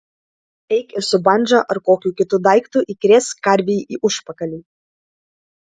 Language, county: Lithuanian, Klaipėda